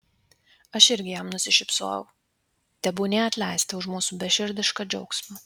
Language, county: Lithuanian, Vilnius